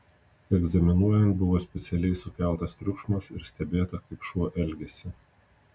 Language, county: Lithuanian, Telšiai